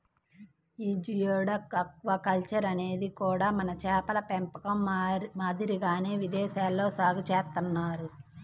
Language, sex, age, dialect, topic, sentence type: Telugu, female, 31-35, Central/Coastal, agriculture, statement